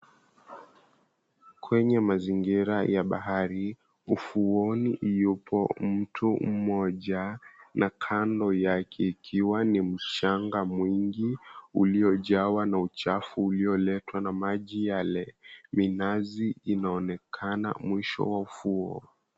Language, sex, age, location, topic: Swahili, female, 25-35, Mombasa, government